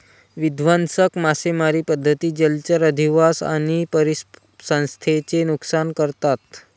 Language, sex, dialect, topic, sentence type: Marathi, male, Varhadi, agriculture, statement